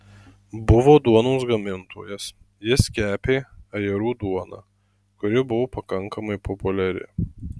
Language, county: Lithuanian, Marijampolė